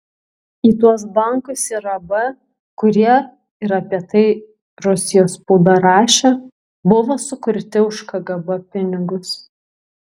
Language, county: Lithuanian, Kaunas